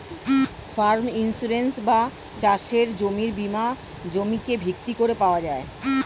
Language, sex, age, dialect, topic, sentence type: Bengali, male, 41-45, Standard Colloquial, agriculture, statement